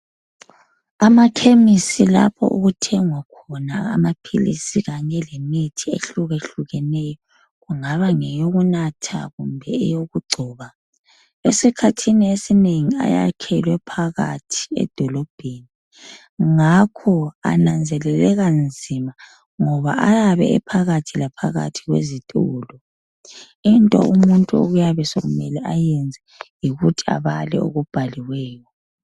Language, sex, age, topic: North Ndebele, female, 25-35, health